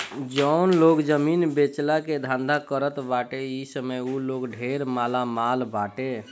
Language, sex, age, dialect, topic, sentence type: Bhojpuri, female, 25-30, Northern, banking, statement